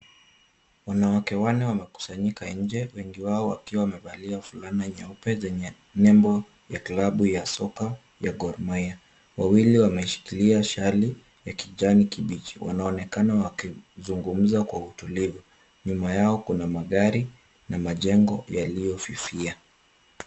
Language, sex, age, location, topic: Swahili, male, 25-35, Kisumu, government